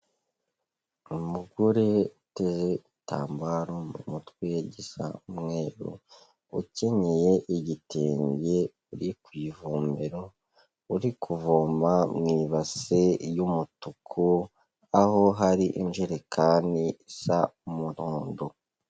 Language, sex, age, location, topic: Kinyarwanda, male, 18-24, Kigali, health